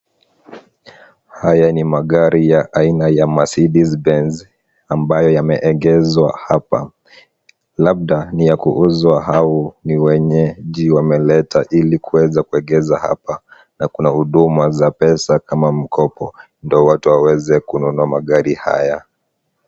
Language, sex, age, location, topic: Swahili, male, 18-24, Kisumu, finance